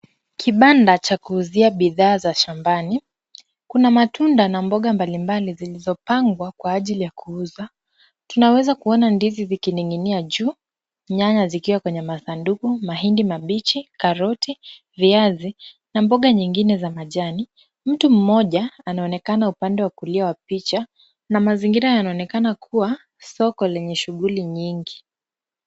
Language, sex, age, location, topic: Swahili, female, 25-35, Kisumu, finance